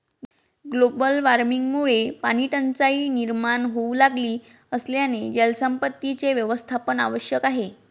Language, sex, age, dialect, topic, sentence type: Marathi, female, 25-30, Varhadi, agriculture, statement